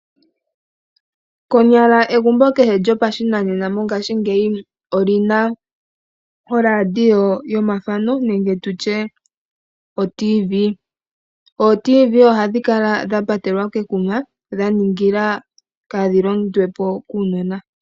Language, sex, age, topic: Oshiwambo, female, 18-24, finance